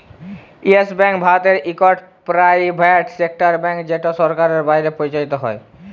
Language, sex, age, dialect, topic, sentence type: Bengali, male, 18-24, Jharkhandi, banking, statement